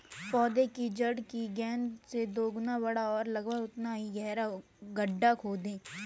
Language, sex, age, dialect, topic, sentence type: Hindi, female, 18-24, Kanauji Braj Bhasha, agriculture, statement